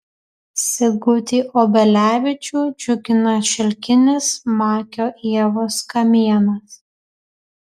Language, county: Lithuanian, Kaunas